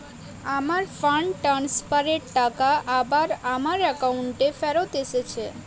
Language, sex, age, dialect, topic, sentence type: Bengali, female, <18, Jharkhandi, banking, statement